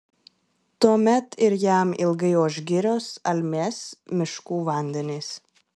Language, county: Lithuanian, Klaipėda